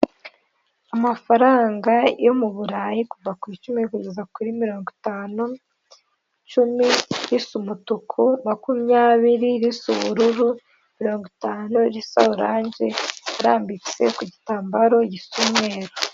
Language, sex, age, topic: Kinyarwanda, female, 18-24, finance